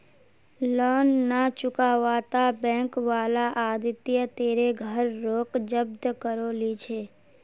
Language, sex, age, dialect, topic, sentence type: Magahi, female, 18-24, Northeastern/Surjapuri, banking, statement